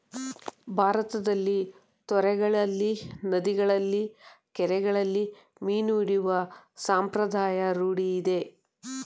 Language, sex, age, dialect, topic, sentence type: Kannada, female, 31-35, Mysore Kannada, agriculture, statement